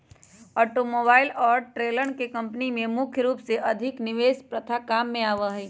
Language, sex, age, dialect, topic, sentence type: Magahi, male, 18-24, Western, banking, statement